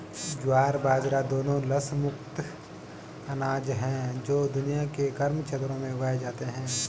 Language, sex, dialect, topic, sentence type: Hindi, male, Garhwali, agriculture, statement